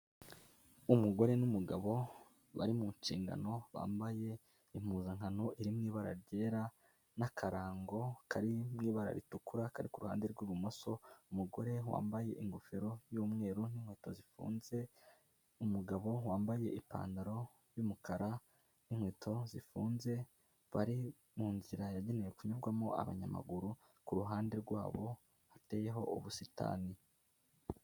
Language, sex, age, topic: Kinyarwanda, male, 18-24, government